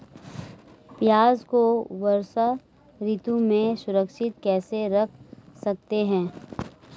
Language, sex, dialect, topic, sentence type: Hindi, female, Marwari Dhudhari, agriculture, question